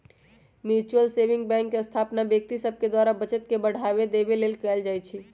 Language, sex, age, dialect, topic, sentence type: Magahi, female, 18-24, Western, banking, statement